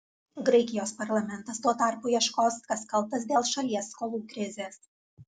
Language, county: Lithuanian, Alytus